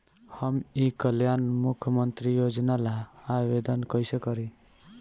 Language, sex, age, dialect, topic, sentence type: Bhojpuri, male, 18-24, Northern, banking, question